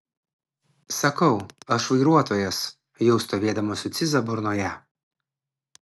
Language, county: Lithuanian, Klaipėda